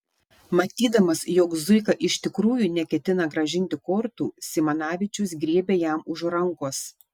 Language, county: Lithuanian, Šiauliai